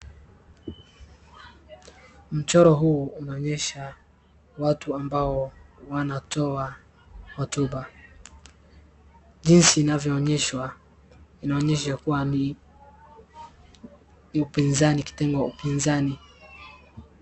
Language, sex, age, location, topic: Swahili, male, 18-24, Wajir, government